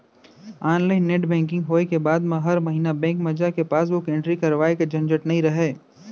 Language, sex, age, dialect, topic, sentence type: Chhattisgarhi, male, 25-30, Central, banking, statement